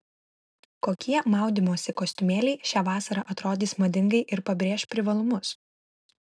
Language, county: Lithuanian, Vilnius